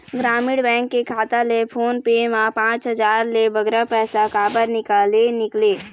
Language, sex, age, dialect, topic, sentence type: Chhattisgarhi, female, 25-30, Eastern, banking, question